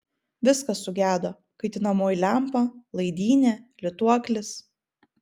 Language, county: Lithuanian, Vilnius